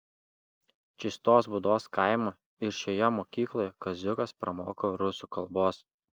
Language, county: Lithuanian, Klaipėda